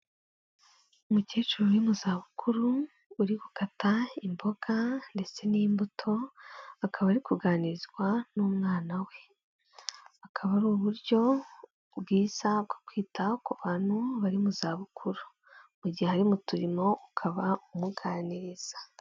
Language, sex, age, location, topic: Kinyarwanda, female, 18-24, Kigali, health